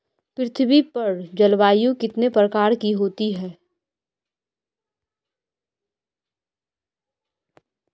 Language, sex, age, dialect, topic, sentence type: Hindi, female, 25-30, Marwari Dhudhari, agriculture, question